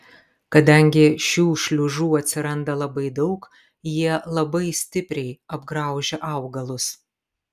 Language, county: Lithuanian, Kaunas